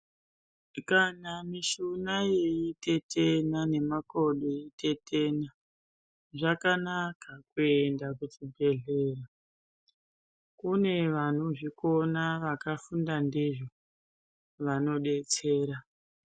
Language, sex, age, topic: Ndau, female, 18-24, health